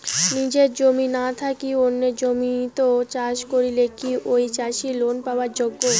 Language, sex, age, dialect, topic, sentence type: Bengali, female, 18-24, Rajbangshi, agriculture, question